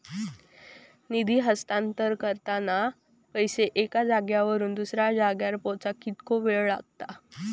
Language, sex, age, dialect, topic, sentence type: Marathi, female, 18-24, Southern Konkan, banking, question